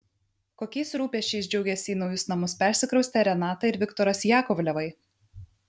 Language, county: Lithuanian, Vilnius